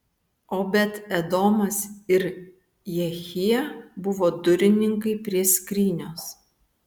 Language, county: Lithuanian, Vilnius